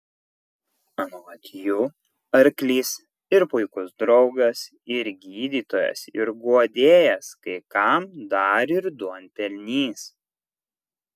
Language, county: Lithuanian, Kaunas